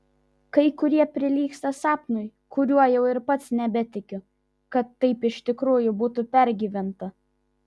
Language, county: Lithuanian, Vilnius